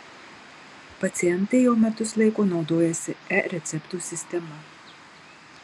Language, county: Lithuanian, Marijampolė